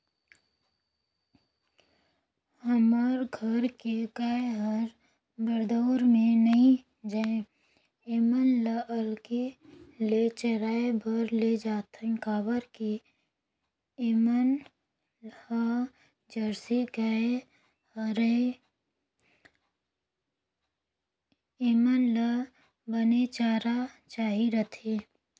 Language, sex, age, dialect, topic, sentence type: Chhattisgarhi, female, 18-24, Northern/Bhandar, agriculture, statement